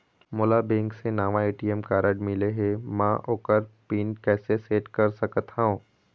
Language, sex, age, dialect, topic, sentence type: Chhattisgarhi, male, 25-30, Eastern, banking, question